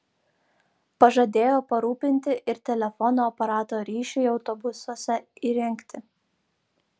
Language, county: Lithuanian, Vilnius